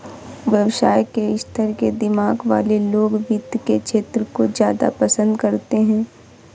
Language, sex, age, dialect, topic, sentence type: Hindi, female, 51-55, Awadhi Bundeli, banking, statement